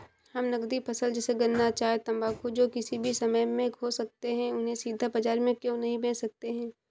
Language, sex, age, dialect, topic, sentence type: Hindi, female, 18-24, Awadhi Bundeli, agriculture, question